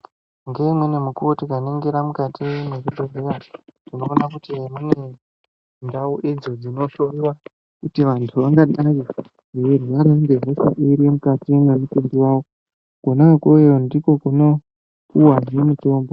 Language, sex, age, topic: Ndau, male, 18-24, health